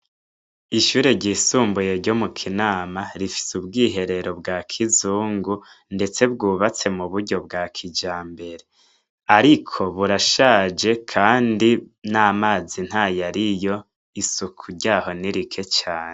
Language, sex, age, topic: Rundi, male, 25-35, education